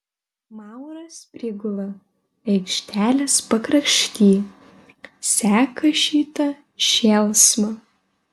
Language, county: Lithuanian, Vilnius